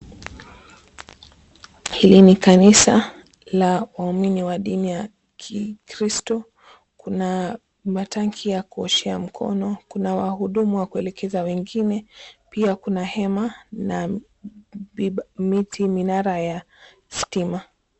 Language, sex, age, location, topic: Swahili, female, 25-35, Mombasa, government